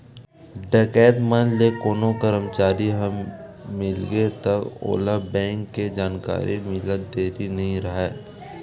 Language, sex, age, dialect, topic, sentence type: Chhattisgarhi, male, 31-35, Western/Budati/Khatahi, banking, statement